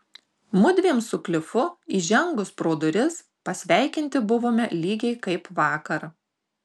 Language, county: Lithuanian, Tauragė